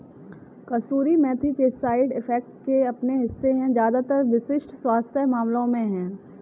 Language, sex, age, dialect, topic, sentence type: Hindi, female, 18-24, Kanauji Braj Bhasha, agriculture, statement